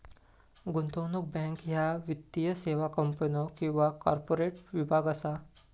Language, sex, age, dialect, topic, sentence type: Marathi, male, 25-30, Southern Konkan, banking, statement